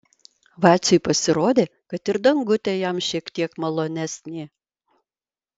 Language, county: Lithuanian, Vilnius